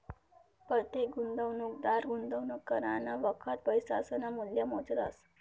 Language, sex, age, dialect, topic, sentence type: Marathi, male, 31-35, Northern Konkan, banking, statement